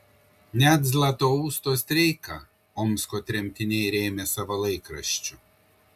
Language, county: Lithuanian, Kaunas